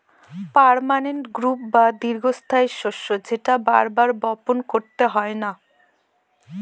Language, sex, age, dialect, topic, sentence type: Bengali, female, 25-30, Northern/Varendri, agriculture, statement